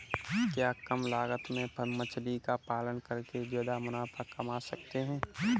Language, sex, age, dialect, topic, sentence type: Hindi, male, 18-24, Kanauji Braj Bhasha, agriculture, question